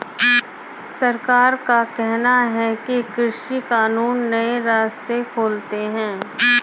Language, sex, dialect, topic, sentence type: Hindi, female, Hindustani Malvi Khadi Boli, agriculture, statement